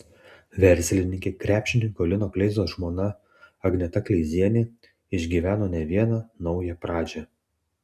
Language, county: Lithuanian, Tauragė